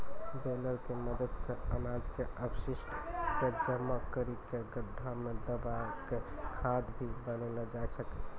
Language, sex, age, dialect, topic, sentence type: Maithili, male, 18-24, Angika, agriculture, statement